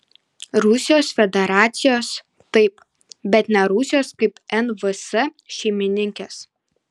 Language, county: Lithuanian, Panevėžys